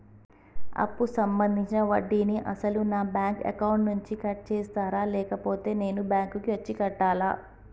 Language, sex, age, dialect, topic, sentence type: Telugu, female, 36-40, Telangana, banking, question